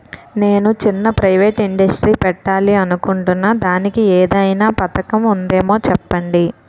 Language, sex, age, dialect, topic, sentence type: Telugu, female, 18-24, Utterandhra, banking, question